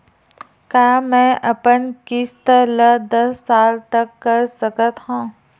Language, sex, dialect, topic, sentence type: Chhattisgarhi, female, Western/Budati/Khatahi, banking, question